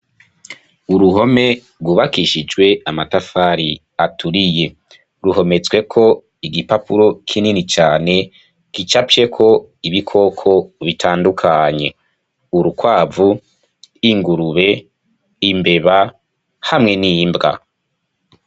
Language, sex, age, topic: Rundi, male, 25-35, education